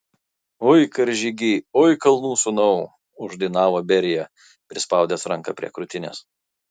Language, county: Lithuanian, Kaunas